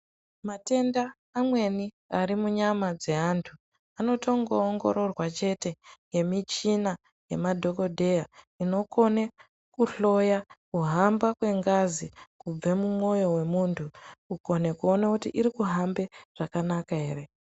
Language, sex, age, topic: Ndau, female, 25-35, health